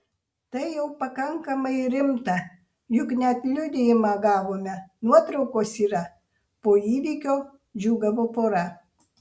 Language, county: Lithuanian, Vilnius